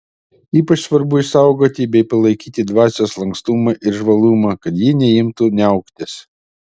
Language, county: Lithuanian, Utena